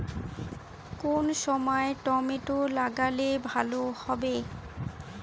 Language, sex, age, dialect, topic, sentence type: Bengali, female, 18-24, Rajbangshi, agriculture, question